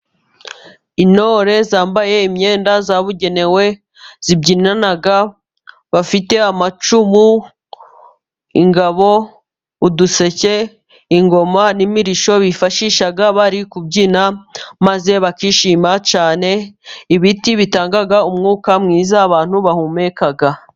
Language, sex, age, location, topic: Kinyarwanda, female, 18-24, Musanze, government